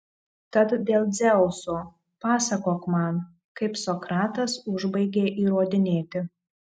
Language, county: Lithuanian, Marijampolė